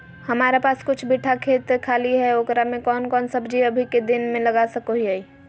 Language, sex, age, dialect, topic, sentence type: Magahi, female, 25-30, Southern, agriculture, question